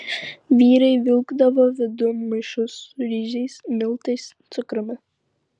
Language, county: Lithuanian, Vilnius